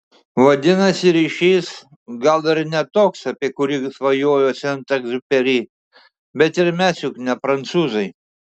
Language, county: Lithuanian, Šiauliai